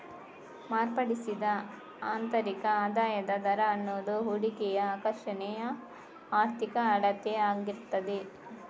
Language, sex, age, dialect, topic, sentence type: Kannada, female, 56-60, Coastal/Dakshin, banking, statement